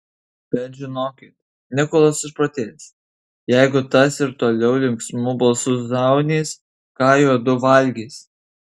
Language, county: Lithuanian, Kaunas